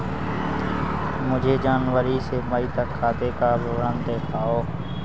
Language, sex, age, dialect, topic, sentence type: Hindi, male, 18-24, Awadhi Bundeli, banking, question